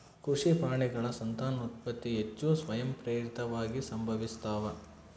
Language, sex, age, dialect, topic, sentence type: Kannada, male, 25-30, Central, agriculture, statement